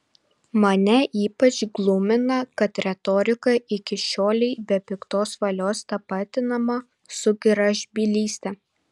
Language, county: Lithuanian, Panevėžys